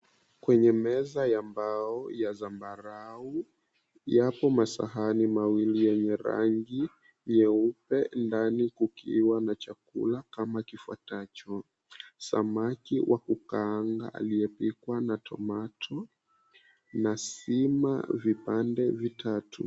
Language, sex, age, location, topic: Swahili, male, 18-24, Mombasa, agriculture